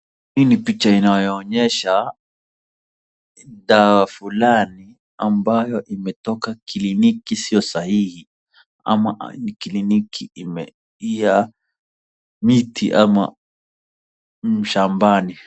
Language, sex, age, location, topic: Swahili, male, 25-35, Wajir, health